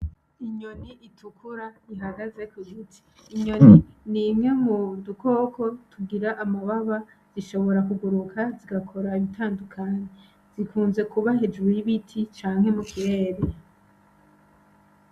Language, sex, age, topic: Rundi, female, 25-35, agriculture